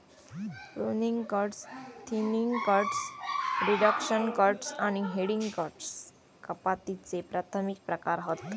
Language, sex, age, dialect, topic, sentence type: Marathi, female, 18-24, Southern Konkan, agriculture, statement